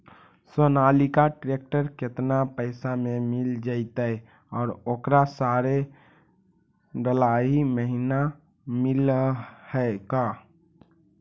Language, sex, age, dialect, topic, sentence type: Magahi, male, 18-24, Central/Standard, agriculture, question